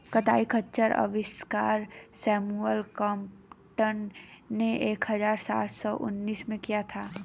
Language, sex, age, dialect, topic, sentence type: Hindi, female, 31-35, Hindustani Malvi Khadi Boli, agriculture, statement